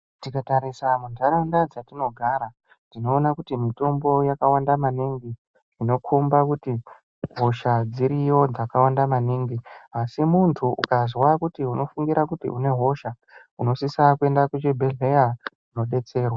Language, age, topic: Ndau, 50+, health